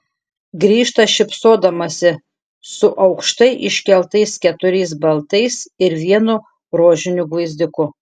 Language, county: Lithuanian, Šiauliai